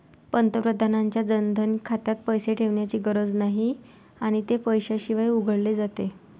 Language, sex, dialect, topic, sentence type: Marathi, female, Varhadi, banking, statement